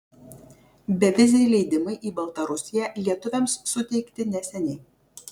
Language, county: Lithuanian, Kaunas